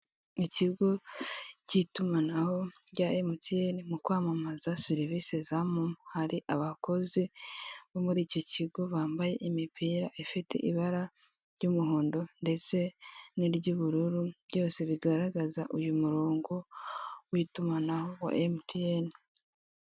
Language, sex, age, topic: Kinyarwanda, female, 18-24, finance